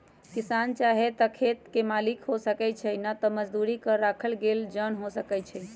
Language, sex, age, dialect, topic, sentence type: Magahi, male, 25-30, Western, agriculture, statement